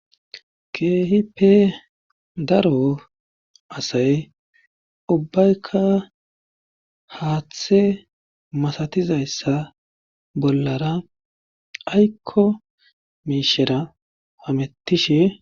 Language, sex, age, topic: Gamo, male, 25-35, government